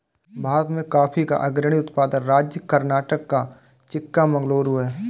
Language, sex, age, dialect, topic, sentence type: Hindi, male, 18-24, Awadhi Bundeli, agriculture, statement